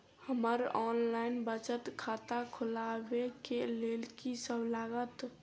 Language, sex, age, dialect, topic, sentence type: Maithili, female, 18-24, Southern/Standard, banking, question